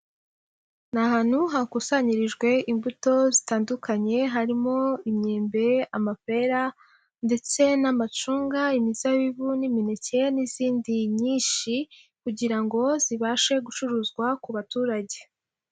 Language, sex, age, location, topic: Kinyarwanda, female, 18-24, Huye, agriculture